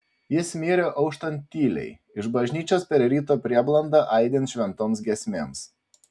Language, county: Lithuanian, Panevėžys